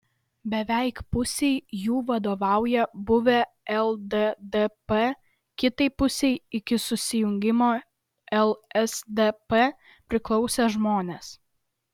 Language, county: Lithuanian, Vilnius